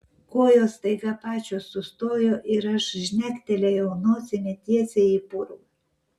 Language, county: Lithuanian, Vilnius